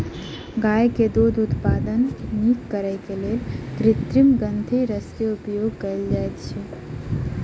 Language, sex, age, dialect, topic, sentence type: Maithili, female, 18-24, Southern/Standard, agriculture, statement